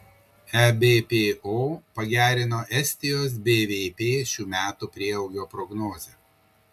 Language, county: Lithuanian, Kaunas